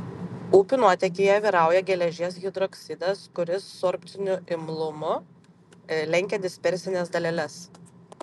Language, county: Lithuanian, Panevėžys